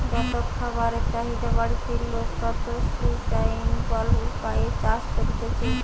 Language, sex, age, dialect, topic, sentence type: Bengali, female, 18-24, Western, agriculture, statement